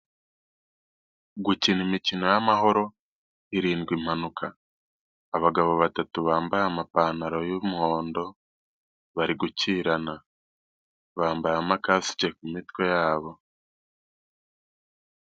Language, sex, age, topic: Kinyarwanda, male, 18-24, health